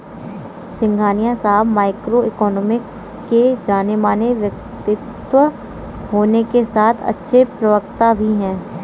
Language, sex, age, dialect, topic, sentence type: Hindi, female, 18-24, Kanauji Braj Bhasha, banking, statement